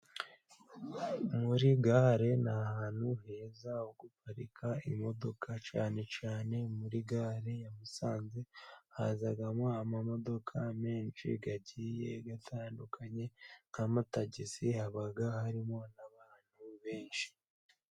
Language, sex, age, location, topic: Kinyarwanda, male, 18-24, Musanze, government